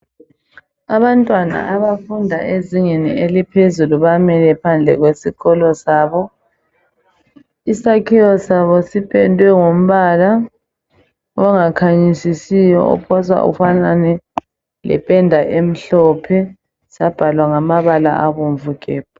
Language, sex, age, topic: North Ndebele, male, 25-35, education